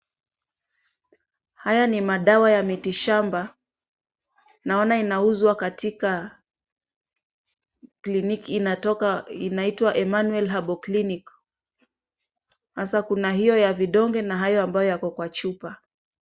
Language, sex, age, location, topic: Swahili, female, 25-35, Kisumu, health